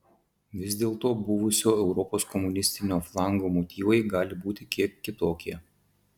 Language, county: Lithuanian, Marijampolė